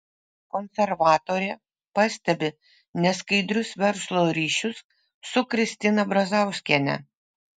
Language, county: Lithuanian, Vilnius